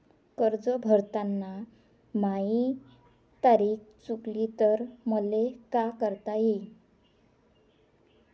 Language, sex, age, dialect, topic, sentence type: Marathi, female, 25-30, Varhadi, banking, question